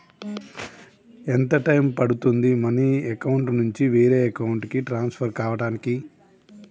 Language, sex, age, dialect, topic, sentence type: Telugu, male, 31-35, Telangana, banking, question